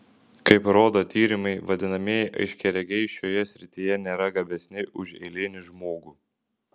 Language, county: Lithuanian, Šiauliai